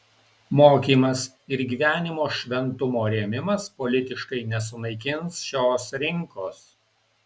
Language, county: Lithuanian, Alytus